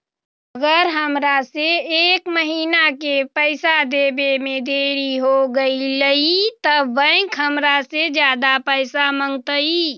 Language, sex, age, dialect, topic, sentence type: Magahi, female, 36-40, Western, banking, question